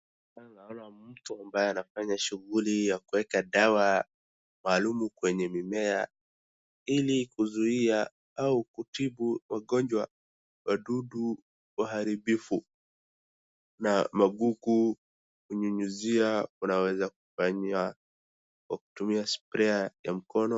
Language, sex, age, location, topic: Swahili, male, 18-24, Wajir, health